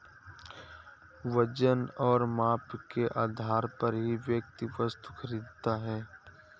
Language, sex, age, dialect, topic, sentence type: Hindi, male, 18-24, Awadhi Bundeli, agriculture, statement